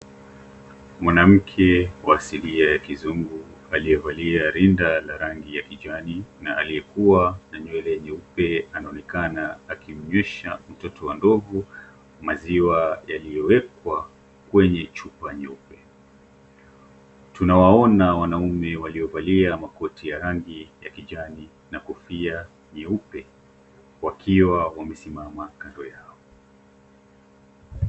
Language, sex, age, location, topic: Swahili, male, 25-35, Nairobi, government